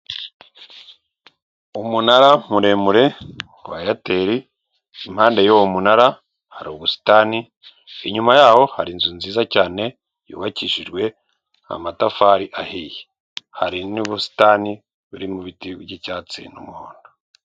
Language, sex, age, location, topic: Kinyarwanda, male, 36-49, Kigali, government